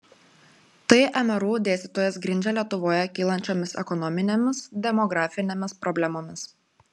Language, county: Lithuanian, Klaipėda